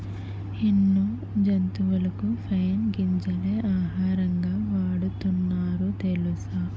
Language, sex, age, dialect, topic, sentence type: Telugu, female, 18-24, Utterandhra, agriculture, statement